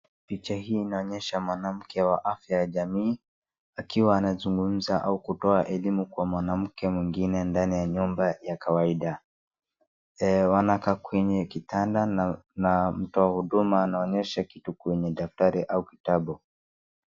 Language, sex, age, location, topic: Swahili, male, 36-49, Wajir, health